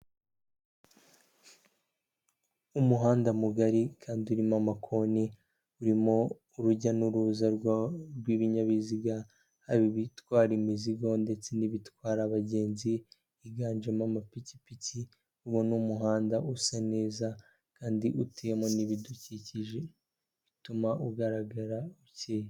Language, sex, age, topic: Kinyarwanda, female, 18-24, government